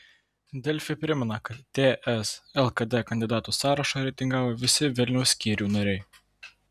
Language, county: Lithuanian, Vilnius